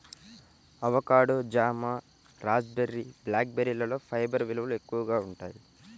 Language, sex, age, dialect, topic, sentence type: Telugu, male, 18-24, Central/Coastal, agriculture, statement